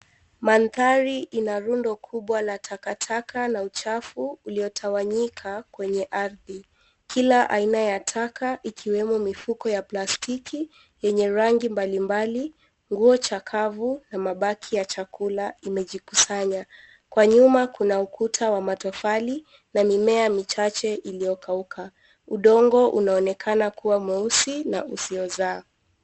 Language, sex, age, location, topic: Swahili, female, 18-24, Nairobi, government